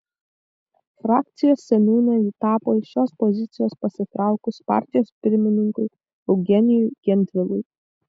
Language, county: Lithuanian, Vilnius